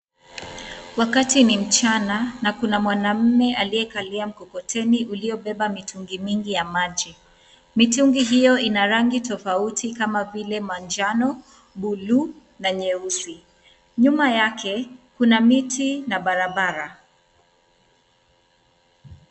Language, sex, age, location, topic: Swahili, female, 25-35, Nairobi, government